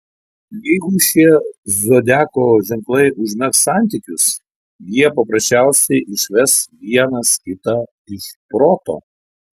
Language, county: Lithuanian, Telšiai